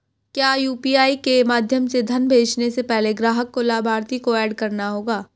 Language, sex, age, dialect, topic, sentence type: Hindi, female, 18-24, Hindustani Malvi Khadi Boli, banking, question